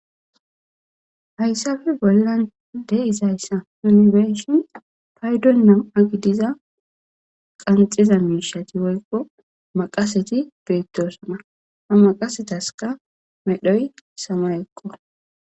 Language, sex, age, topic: Gamo, female, 18-24, government